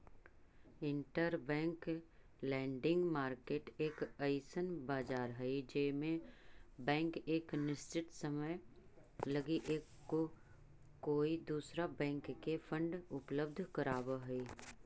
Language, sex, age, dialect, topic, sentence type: Magahi, female, 36-40, Central/Standard, banking, statement